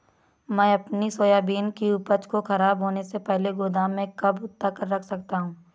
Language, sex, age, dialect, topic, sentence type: Hindi, male, 18-24, Awadhi Bundeli, agriculture, question